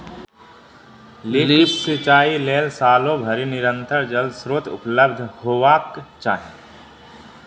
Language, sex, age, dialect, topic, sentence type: Maithili, male, 18-24, Eastern / Thethi, agriculture, statement